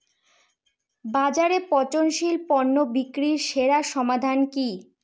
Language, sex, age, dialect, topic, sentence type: Bengali, female, 18-24, Northern/Varendri, agriculture, statement